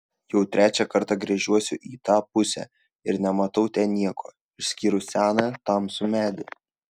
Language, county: Lithuanian, Šiauliai